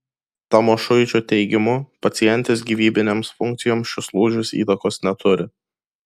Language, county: Lithuanian, Kaunas